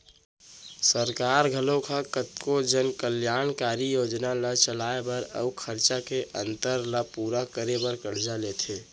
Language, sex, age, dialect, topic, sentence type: Chhattisgarhi, male, 18-24, Central, banking, statement